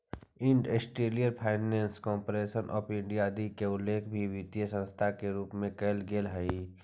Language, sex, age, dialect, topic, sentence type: Magahi, male, 51-55, Central/Standard, banking, statement